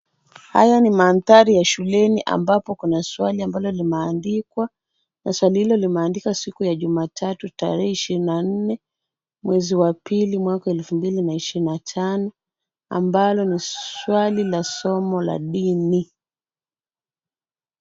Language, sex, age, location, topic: Swahili, female, 25-35, Kisumu, education